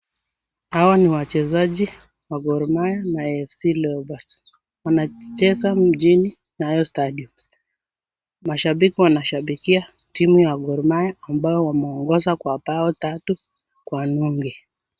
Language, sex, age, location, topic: Swahili, female, 36-49, Nakuru, government